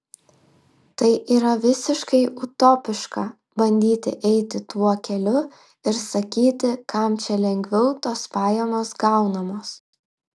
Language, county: Lithuanian, Klaipėda